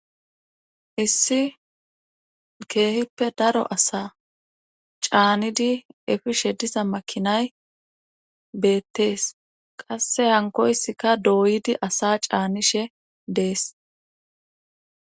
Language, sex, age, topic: Gamo, female, 25-35, government